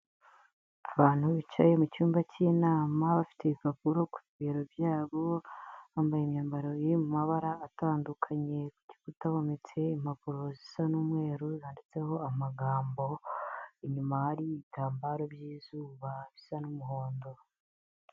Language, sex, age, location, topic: Kinyarwanda, female, 18-24, Kigali, health